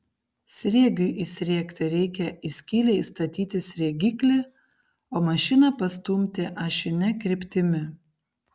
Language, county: Lithuanian, Kaunas